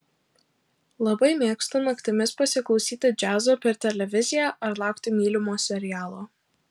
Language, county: Lithuanian, Alytus